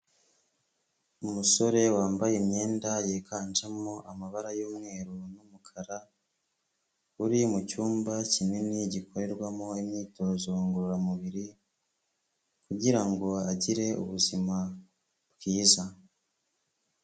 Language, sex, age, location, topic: Kinyarwanda, male, 25-35, Kigali, health